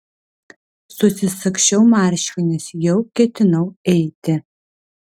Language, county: Lithuanian, Vilnius